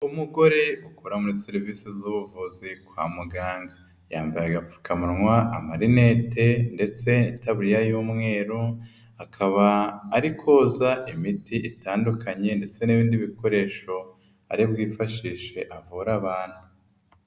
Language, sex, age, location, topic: Kinyarwanda, male, 25-35, Nyagatare, health